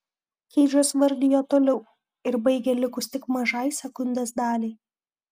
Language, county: Lithuanian, Kaunas